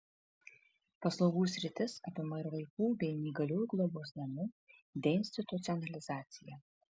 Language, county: Lithuanian, Kaunas